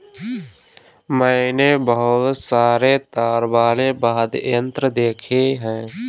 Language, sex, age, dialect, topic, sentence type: Hindi, male, 18-24, Kanauji Braj Bhasha, agriculture, statement